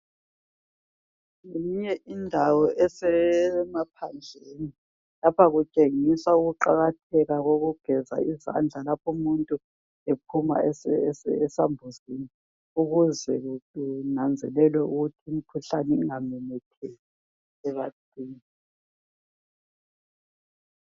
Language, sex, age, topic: North Ndebele, female, 50+, health